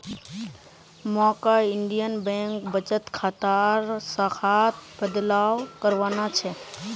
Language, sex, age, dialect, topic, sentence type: Magahi, female, 18-24, Northeastern/Surjapuri, banking, statement